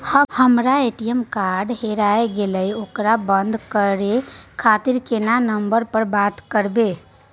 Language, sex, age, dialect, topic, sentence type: Maithili, female, 18-24, Bajjika, banking, question